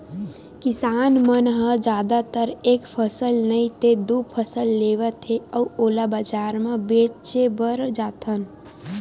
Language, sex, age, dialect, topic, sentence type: Chhattisgarhi, female, 18-24, Western/Budati/Khatahi, agriculture, statement